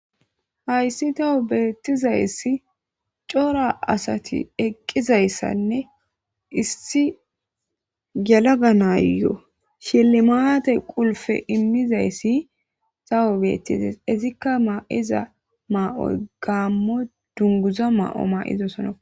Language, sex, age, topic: Gamo, male, 25-35, government